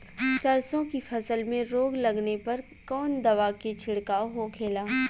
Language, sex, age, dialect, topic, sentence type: Bhojpuri, female, 18-24, Western, agriculture, question